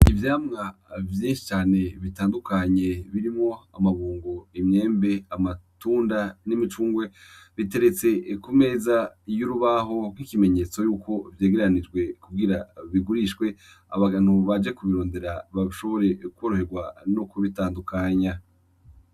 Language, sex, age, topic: Rundi, male, 25-35, agriculture